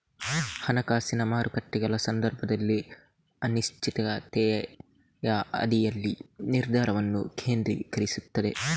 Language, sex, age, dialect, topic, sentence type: Kannada, male, 56-60, Coastal/Dakshin, banking, statement